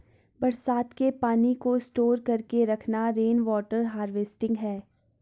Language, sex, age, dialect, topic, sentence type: Hindi, female, 41-45, Garhwali, agriculture, statement